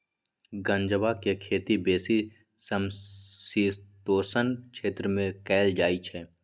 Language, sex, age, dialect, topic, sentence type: Magahi, male, 41-45, Western, agriculture, statement